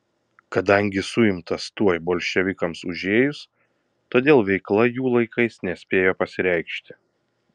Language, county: Lithuanian, Kaunas